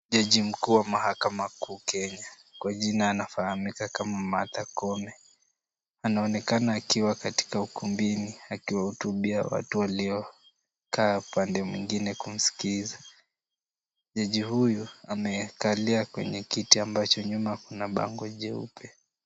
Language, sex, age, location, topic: Swahili, male, 18-24, Kisumu, government